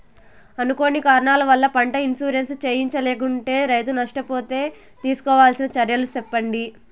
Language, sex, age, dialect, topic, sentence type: Telugu, female, 18-24, Southern, agriculture, question